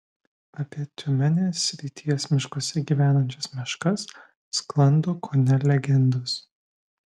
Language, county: Lithuanian, Vilnius